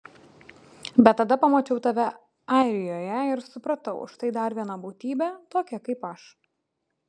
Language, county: Lithuanian, Vilnius